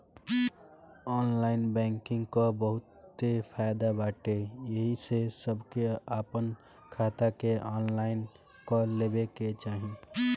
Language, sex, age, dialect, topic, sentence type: Bhojpuri, male, 18-24, Northern, banking, statement